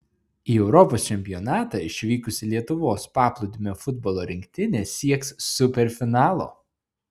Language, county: Lithuanian, Šiauliai